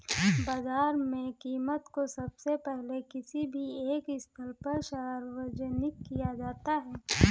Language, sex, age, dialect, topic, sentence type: Hindi, female, 18-24, Kanauji Braj Bhasha, banking, statement